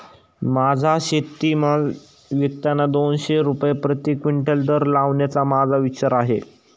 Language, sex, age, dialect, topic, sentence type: Marathi, male, 18-24, Standard Marathi, agriculture, statement